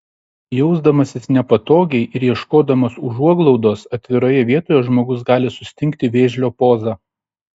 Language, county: Lithuanian, Šiauliai